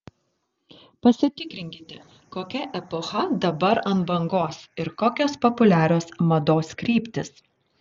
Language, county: Lithuanian, Šiauliai